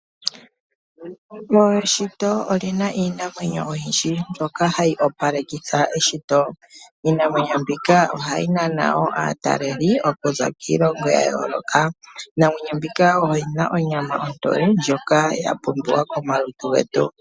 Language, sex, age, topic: Oshiwambo, male, 36-49, agriculture